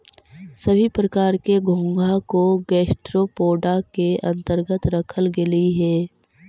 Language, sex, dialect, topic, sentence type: Magahi, female, Central/Standard, agriculture, statement